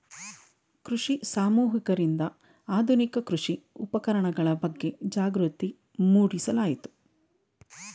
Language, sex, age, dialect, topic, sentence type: Kannada, female, 31-35, Mysore Kannada, agriculture, statement